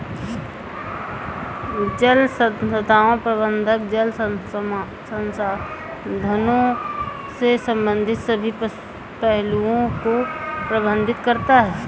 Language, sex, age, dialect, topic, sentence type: Hindi, female, 25-30, Awadhi Bundeli, agriculture, statement